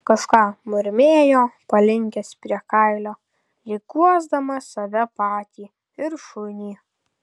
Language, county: Lithuanian, Kaunas